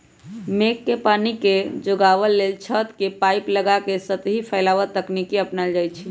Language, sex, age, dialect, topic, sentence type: Magahi, female, 25-30, Western, agriculture, statement